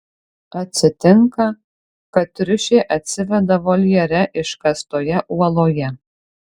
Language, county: Lithuanian, Kaunas